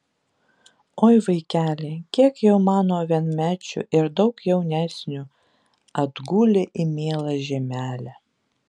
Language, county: Lithuanian, Vilnius